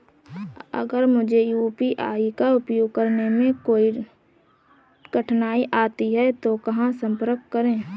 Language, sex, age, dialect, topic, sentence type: Hindi, female, 31-35, Marwari Dhudhari, banking, question